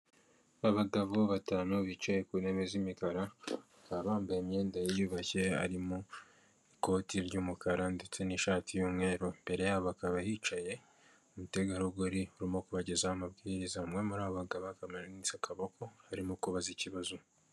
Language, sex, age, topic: Kinyarwanda, male, 18-24, government